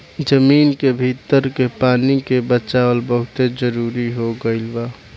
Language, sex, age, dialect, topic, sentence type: Bhojpuri, male, 18-24, Southern / Standard, agriculture, statement